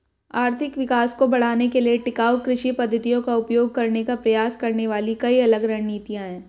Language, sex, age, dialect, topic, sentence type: Hindi, female, 18-24, Hindustani Malvi Khadi Boli, agriculture, statement